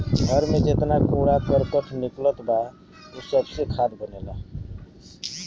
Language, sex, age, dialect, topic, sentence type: Bhojpuri, male, 60-100, Northern, agriculture, statement